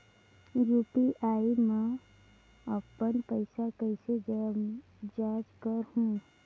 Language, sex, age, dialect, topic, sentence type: Chhattisgarhi, female, 18-24, Northern/Bhandar, banking, question